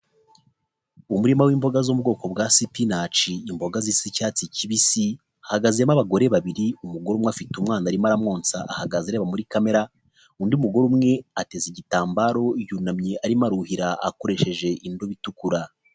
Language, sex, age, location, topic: Kinyarwanda, male, 25-35, Nyagatare, agriculture